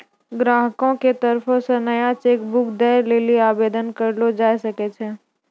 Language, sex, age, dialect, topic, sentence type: Maithili, female, 25-30, Angika, banking, statement